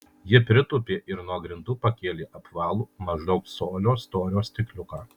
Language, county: Lithuanian, Kaunas